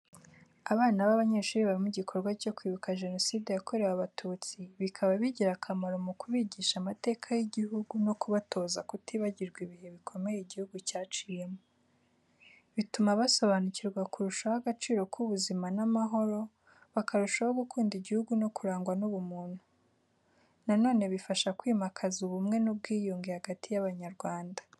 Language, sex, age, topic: Kinyarwanda, female, 18-24, education